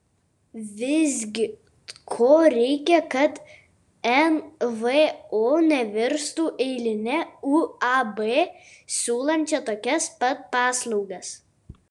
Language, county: Lithuanian, Kaunas